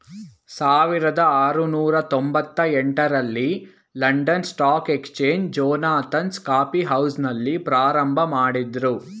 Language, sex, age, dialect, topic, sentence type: Kannada, male, 18-24, Mysore Kannada, banking, statement